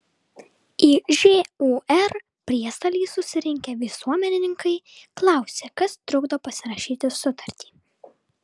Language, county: Lithuanian, Vilnius